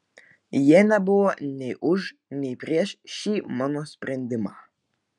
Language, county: Lithuanian, Vilnius